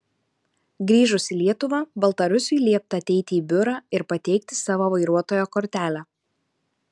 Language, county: Lithuanian, Alytus